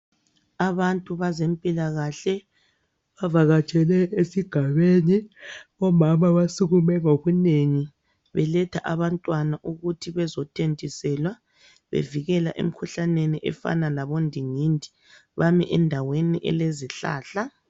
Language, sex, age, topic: North Ndebele, female, 25-35, health